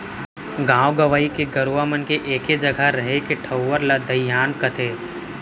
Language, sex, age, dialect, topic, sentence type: Chhattisgarhi, male, 18-24, Central, agriculture, statement